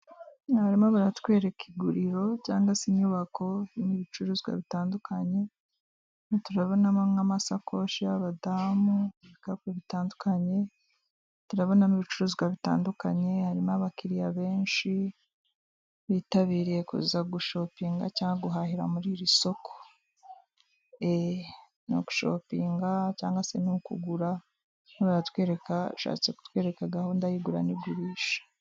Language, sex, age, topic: Kinyarwanda, female, 25-35, finance